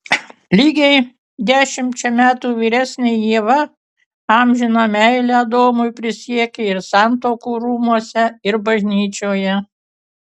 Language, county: Lithuanian, Kaunas